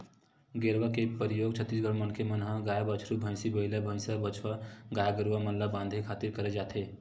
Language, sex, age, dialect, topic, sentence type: Chhattisgarhi, male, 18-24, Western/Budati/Khatahi, agriculture, statement